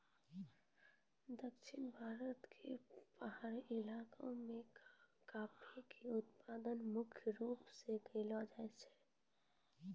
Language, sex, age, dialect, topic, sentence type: Maithili, female, 18-24, Angika, agriculture, statement